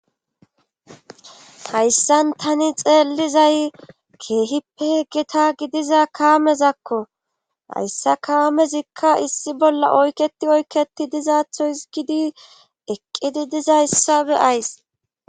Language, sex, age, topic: Gamo, female, 25-35, government